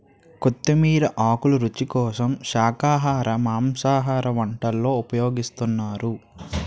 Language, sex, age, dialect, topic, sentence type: Telugu, male, 18-24, Utterandhra, agriculture, statement